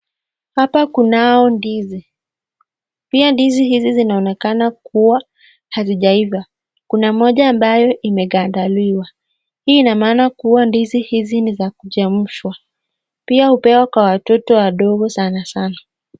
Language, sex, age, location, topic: Swahili, female, 50+, Nakuru, agriculture